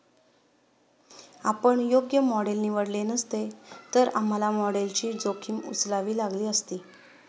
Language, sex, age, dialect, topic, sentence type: Marathi, female, 36-40, Standard Marathi, banking, statement